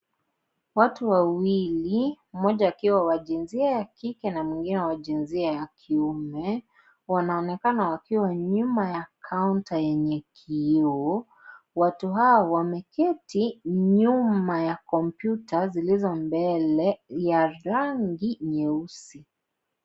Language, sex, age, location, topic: Swahili, male, 25-35, Kisii, government